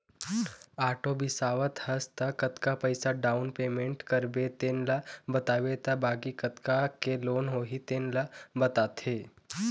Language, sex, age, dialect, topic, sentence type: Chhattisgarhi, male, 18-24, Eastern, banking, statement